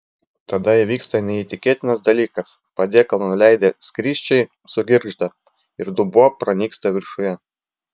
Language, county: Lithuanian, Klaipėda